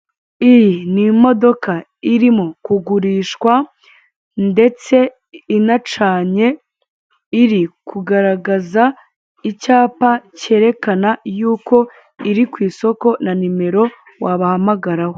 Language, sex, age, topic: Kinyarwanda, female, 18-24, finance